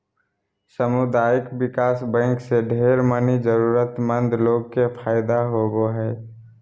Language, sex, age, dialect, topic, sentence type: Magahi, male, 18-24, Southern, banking, statement